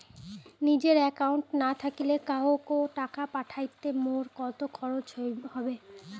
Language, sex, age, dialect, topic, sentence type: Bengali, female, 25-30, Rajbangshi, banking, question